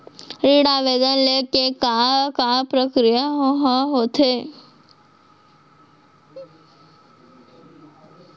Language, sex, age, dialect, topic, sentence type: Chhattisgarhi, female, 18-24, Central, banking, question